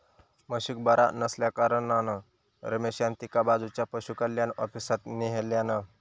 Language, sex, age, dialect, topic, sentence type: Marathi, male, 18-24, Southern Konkan, agriculture, statement